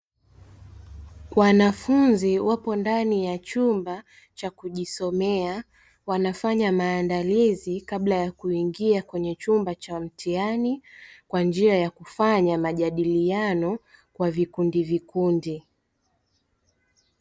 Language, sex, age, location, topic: Swahili, female, 25-35, Dar es Salaam, education